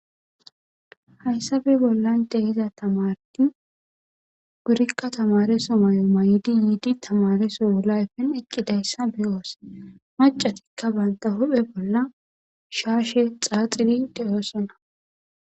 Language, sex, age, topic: Gamo, female, 25-35, government